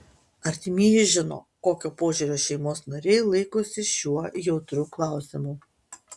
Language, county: Lithuanian, Utena